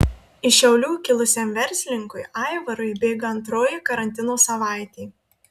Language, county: Lithuanian, Marijampolė